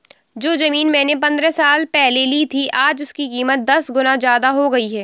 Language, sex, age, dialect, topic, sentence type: Hindi, female, 60-100, Awadhi Bundeli, banking, statement